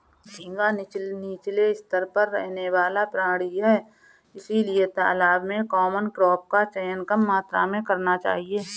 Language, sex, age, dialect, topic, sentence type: Hindi, female, 41-45, Marwari Dhudhari, agriculture, statement